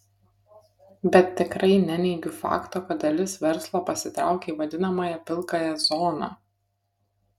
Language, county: Lithuanian, Kaunas